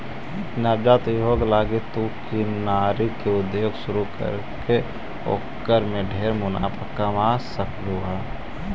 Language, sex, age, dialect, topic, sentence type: Magahi, male, 18-24, Central/Standard, banking, statement